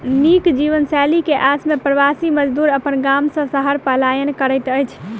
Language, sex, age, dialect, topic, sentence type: Maithili, female, 18-24, Southern/Standard, agriculture, statement